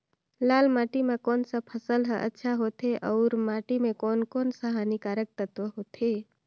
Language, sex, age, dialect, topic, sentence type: Chhattisgarhi, female, 25-30, Northern/Bhandar, agriculture, question